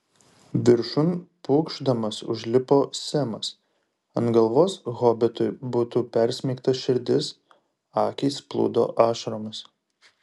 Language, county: Lithuanian, Šiauliai